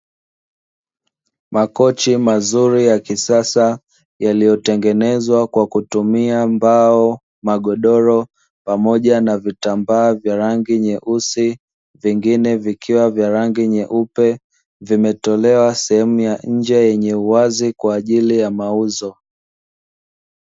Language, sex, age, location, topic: Swahili, male, 25-35, Dar es Salaam, finance